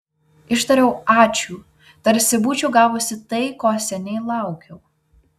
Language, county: Lithuanian, Vilnius